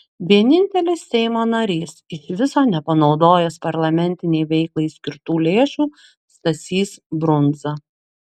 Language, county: Lithuanian, Klaipėda